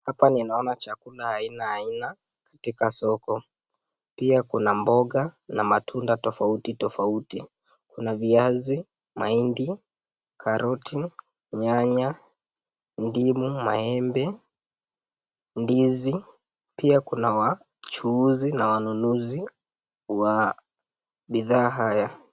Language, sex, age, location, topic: Swahili, male, 18-24, Nakuru, finance